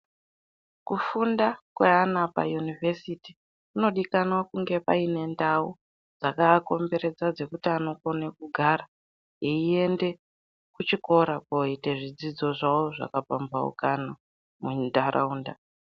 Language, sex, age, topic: Ndau, female, 50+, education